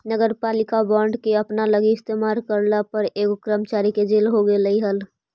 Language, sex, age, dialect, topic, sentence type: Magahi, female, 25-30, Central/Standard, banking, statement